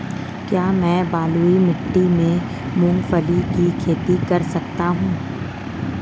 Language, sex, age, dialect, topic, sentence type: Hindi, female, 36-40, Marwari Dhudhari, agriculture, question